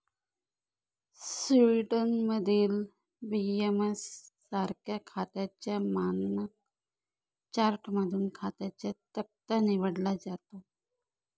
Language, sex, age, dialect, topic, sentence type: Marathi, male, 41-45, Northern Konkan, banking, statement